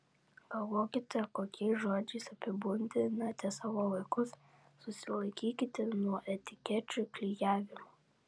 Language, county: Lithuanian, Vilnius